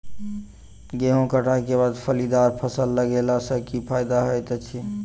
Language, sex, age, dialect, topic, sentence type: Maithili, male, 25-30, Southern/Standard, agriculture, question